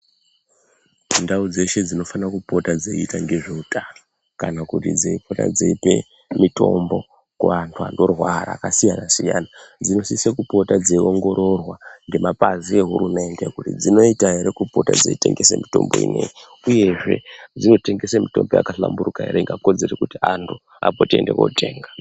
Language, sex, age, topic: Ndau, male, 25-35, health